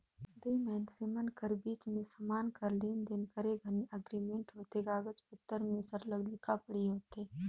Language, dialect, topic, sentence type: Chhattisgarhi, Northern/Bhandar, banking, statement